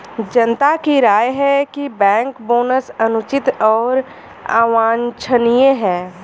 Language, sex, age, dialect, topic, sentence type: Hindi, female, 25-30, Awadhi Bundeli, banking, statement